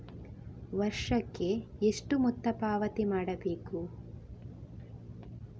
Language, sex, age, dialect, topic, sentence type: Kannada, female, 18-24, Coastal/Dakshin, banking, question